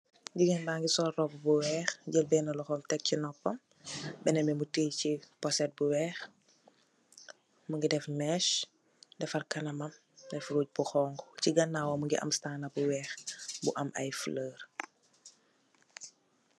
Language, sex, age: Wolof, female, 18-24